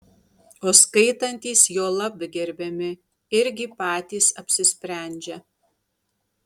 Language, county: Lithuanian, Tauragė